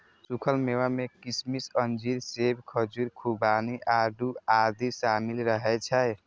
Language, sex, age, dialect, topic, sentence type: Maithili, male, 18-24, Eastern / Thethi, agriculture, statement